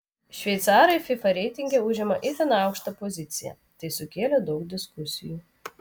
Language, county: Lithuanian, Vilnius